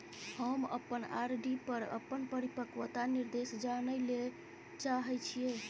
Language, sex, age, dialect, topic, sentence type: Maithili, female, 18-24, Bajjika, banking, statement